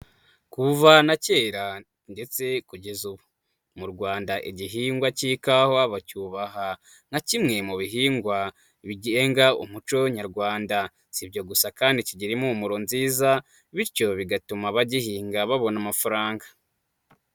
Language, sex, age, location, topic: Kinyarwanda, male, 25-35, Nyagatare, agriculture